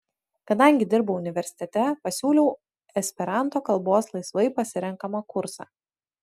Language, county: Lithuanian, Utena